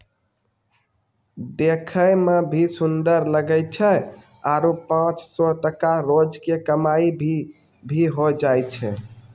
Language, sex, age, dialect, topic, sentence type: Maithili, male, 18-24, Angika, agriculture, statement